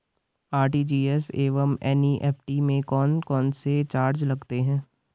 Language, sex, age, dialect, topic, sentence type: Hindi, male, 18-24, Garhwali, banking, question